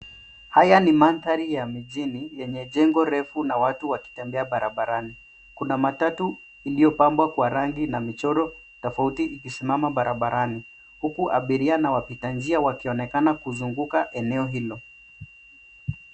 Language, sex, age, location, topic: Swahili, male, 25-35, Nairobi, government